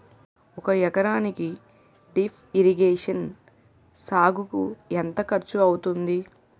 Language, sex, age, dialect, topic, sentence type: Telugu, female, 18-24, Utterandhra, agriculture, question